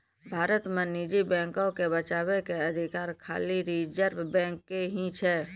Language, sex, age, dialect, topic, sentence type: Maithili, female, 18-24, Angika, banking, statement